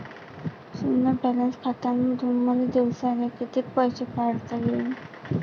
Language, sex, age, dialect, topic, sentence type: Marathi, female, 18-24, Varhadi, banking, question